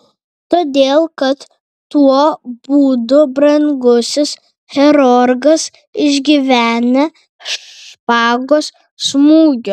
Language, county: Lithuanian, Vilnius